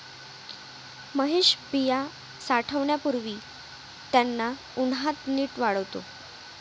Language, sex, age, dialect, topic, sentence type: Marathi, female, 18-24, Varhadi, agriculture, statement